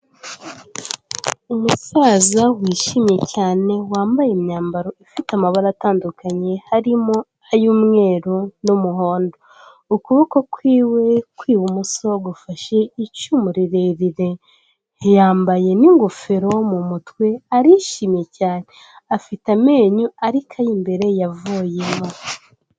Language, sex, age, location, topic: Kinyarwanda, female, 18-24, Kigali, health